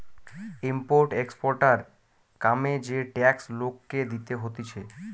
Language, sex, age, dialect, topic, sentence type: Bengali, male, 18-24, Western, banking, statement